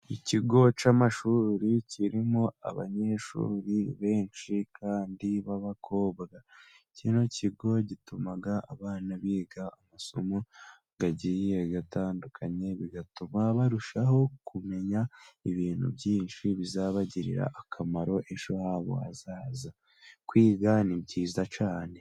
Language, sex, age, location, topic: Kinyarwanda, male, 18-24, Musanze, government